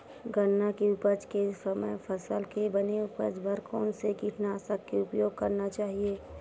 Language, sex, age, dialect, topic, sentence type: Chhattisgarhi, female, 51-55, Western/Budati/Khatahi, agriculture, question